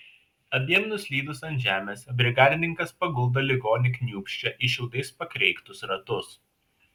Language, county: Lithuanian, Šiauliai